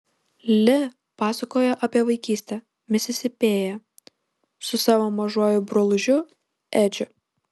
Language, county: Lithuanian, Kaunas